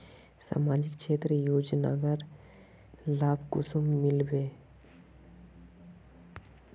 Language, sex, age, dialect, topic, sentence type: Magahi, male, 31-35, Northeastern/Surjapuri, banking, question